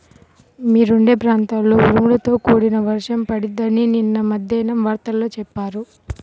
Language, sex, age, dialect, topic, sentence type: Telugu, female, 25-30, Central/Coastal, agriculture, statement